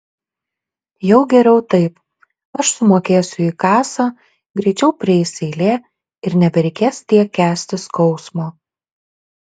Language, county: Lithuanian, Šiauliai